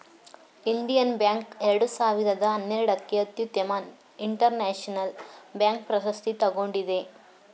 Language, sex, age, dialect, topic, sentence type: Kannada, female, 41-45, Mysore Kannada, banking, statement